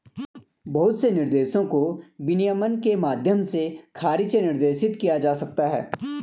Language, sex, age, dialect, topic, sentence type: Hindi, male, 25-30, Garhwali, banking, statement